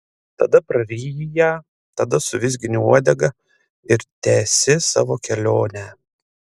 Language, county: Lithuanian, Panevėžys